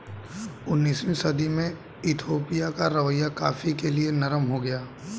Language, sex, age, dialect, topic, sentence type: Hindi, male, 18-24, Hindustani Malvi Khadi Boli, agriculture, statement